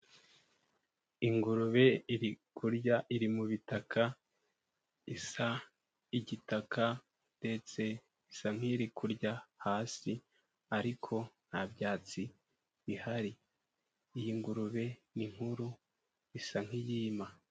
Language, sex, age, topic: Kinyarwanda, male, 18-24, agriculture